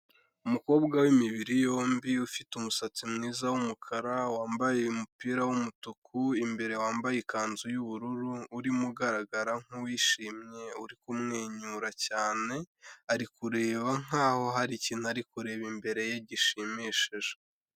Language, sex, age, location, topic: Kinyarwanda, male, 18-24, Kigali, health